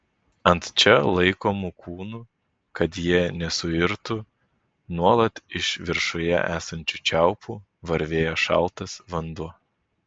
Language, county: Lithuanian, Vilnius